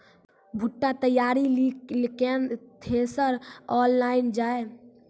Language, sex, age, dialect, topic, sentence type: Maithili, female, 46-50, Angika, agriculture, question